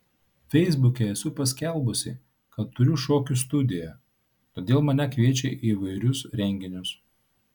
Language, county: Lithuanian, Vilnius